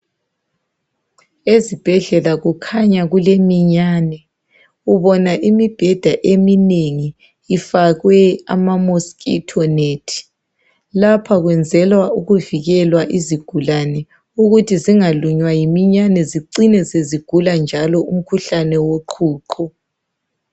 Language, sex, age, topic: North Ndebele, male, 36-49, health